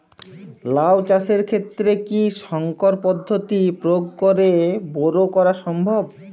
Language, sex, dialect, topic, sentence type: Bengali, male, Jharkhandi, agriculture, question